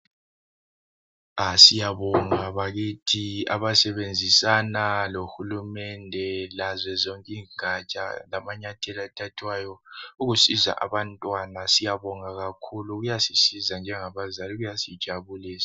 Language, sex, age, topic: North Ndebele, male, 18-24, health